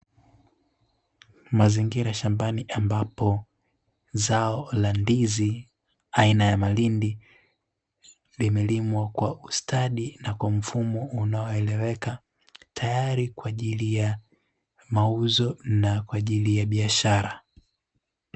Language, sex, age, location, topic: Swahili, male, 18-24, Dar es Salaam, agriculture